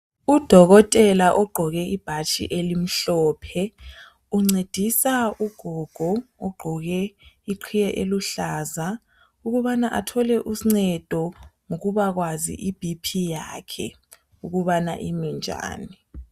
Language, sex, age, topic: North Ndebele, female, 18-24, health